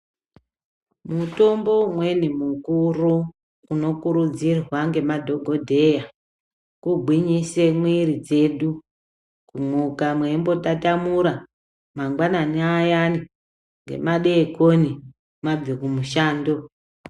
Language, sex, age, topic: Ndau, male, 25-35, health